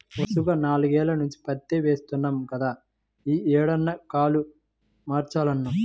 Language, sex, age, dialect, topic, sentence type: Telugu, male, 25-30, Central/Coastal, agriculture, statement